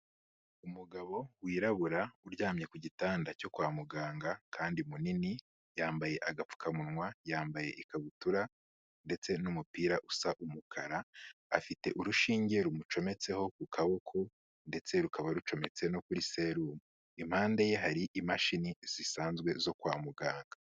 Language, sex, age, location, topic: Kinyarwanda, male, 25-35, Kigali, health